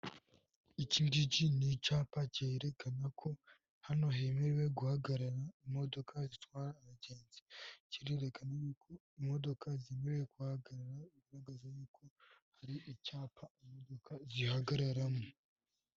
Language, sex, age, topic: Kinyarwanda, male, 18-24, government